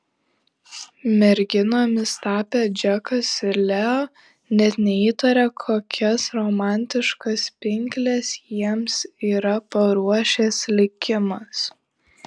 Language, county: Lithuanian, Šiauliai